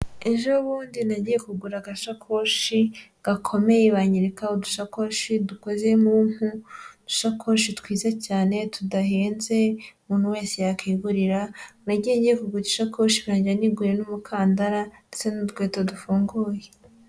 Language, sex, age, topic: Kinyarwanda, female, 25-35, finance